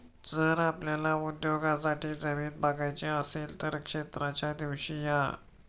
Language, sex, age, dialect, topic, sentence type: Marathi, male, 25-30, Standard Marathi, agriculture, statement